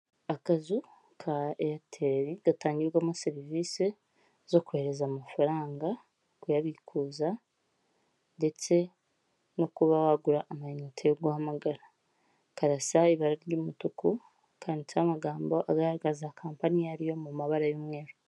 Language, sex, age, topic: Kinyarwanda, female, 18-24, finance